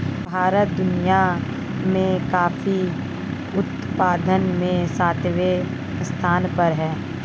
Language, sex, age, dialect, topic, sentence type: Hindi, female, 36-40, Marwari Dhudhari, agriculture, statement